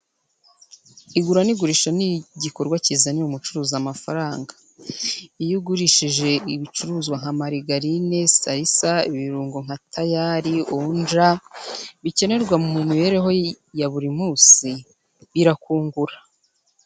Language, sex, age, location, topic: Kinyarwanda, female, 25-35, Kigali, health